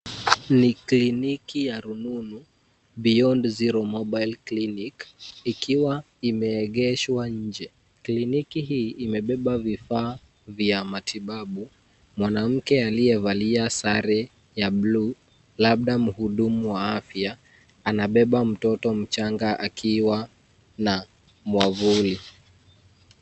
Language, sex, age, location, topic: Swahili, male, 25-35, Nairobi, health